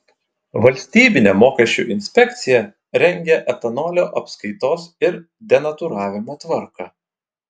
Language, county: Lithuanian, Klaipėda